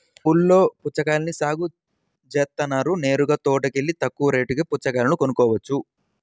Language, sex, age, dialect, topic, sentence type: Telugu, male, 18-24, Central/Coastal, agriculture, statement